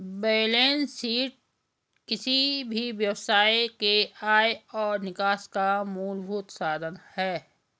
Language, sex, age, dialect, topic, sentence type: Hindi, female, 56-60, Garhwali, banking, statement